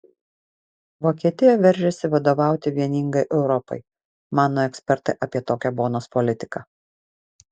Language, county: Lithuanian, Vilnius